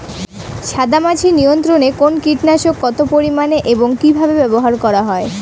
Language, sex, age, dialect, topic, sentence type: Bengali, female, 18-24, Rajbangshi, agriculture, question